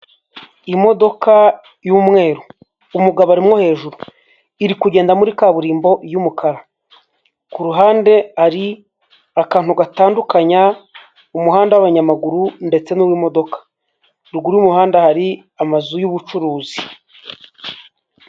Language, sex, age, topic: Kinyarwanda, male, 25-35, government